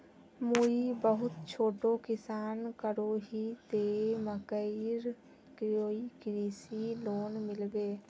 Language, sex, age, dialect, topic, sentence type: Magahi, female, 18-24, Northeastern/Surjapuri, agriculture, question